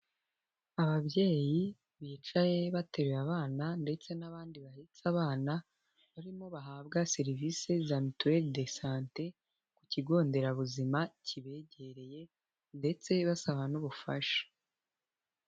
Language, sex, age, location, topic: Kinyarwanda, female, 18-24, Nyagatare, health